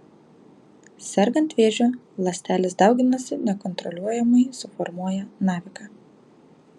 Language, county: Lithuanian, Alytus